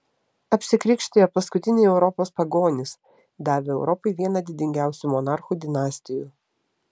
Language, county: Lithuanian, Telšiai